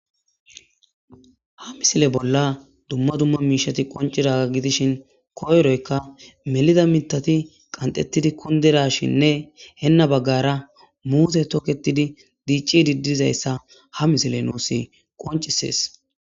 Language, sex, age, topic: Gamo, male, 18-24, agriculture